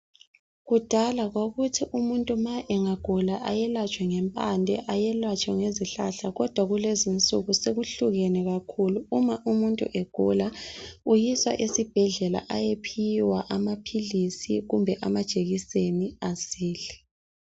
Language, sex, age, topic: North Ndebele, female, 18-24, health